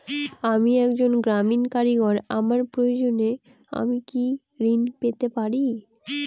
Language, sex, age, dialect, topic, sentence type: Bengali, female, 18-24, Northern/Varendri, banking, question